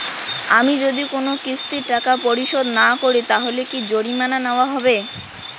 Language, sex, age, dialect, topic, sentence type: Bengali, female, 18-24, Rajbangshi, banking, question